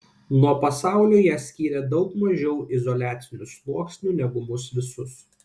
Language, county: Lithuanian, Kaunas